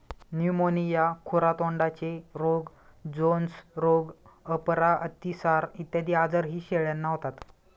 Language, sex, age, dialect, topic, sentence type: Marathi, male, 25-30, Standard Marathi, agriculture, statement